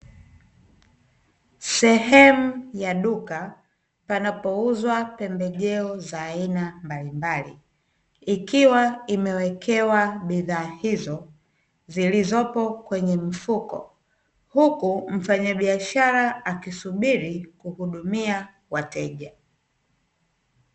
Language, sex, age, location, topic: Swahili, female, 25-35, Dar es Salaam, agriculture